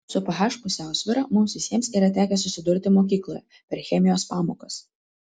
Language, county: Lithuanian, Vilnius